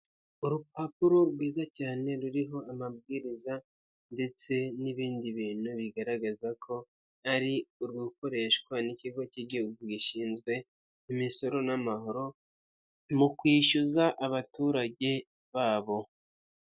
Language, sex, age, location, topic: Kinyarwanda, male, 50+, Kigali, finance